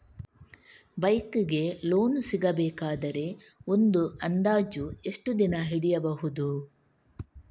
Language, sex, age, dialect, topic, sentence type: Kannada, female, 31-35, Coastal/Dakshin, banking, question